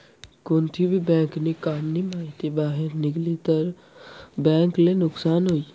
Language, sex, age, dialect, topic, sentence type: Marathi, male, 18-24, Northern Konkan, banking, statement